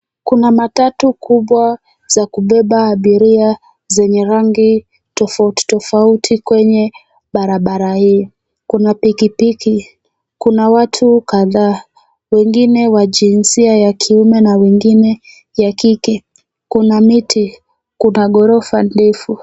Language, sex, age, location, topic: Swahili, female, 18-24, Nairobi, government